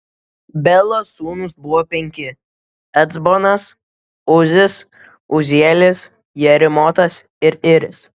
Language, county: Lithuanian, Vilnius